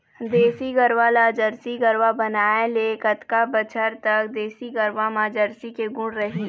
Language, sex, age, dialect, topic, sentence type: Chhattisgarhi, female, 25-30, Eastern, agriculture, question